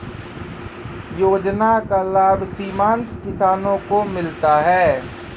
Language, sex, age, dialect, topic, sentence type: Maithili, male, 18-24, Angika, agriculture, question